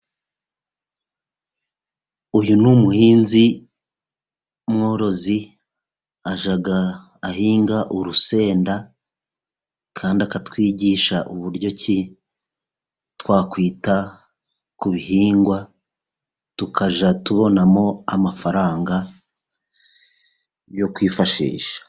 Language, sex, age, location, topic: Kinyarwanda, male, 36-49, Musanze, agriculture